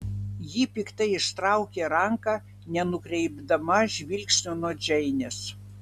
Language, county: Lithuanian, Vilnius